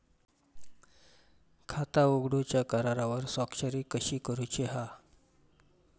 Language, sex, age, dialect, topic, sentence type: Marathi, male, 46-50, Southern Konkan, banking, question